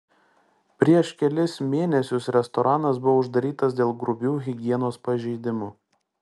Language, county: Lithuanian, Klaipėda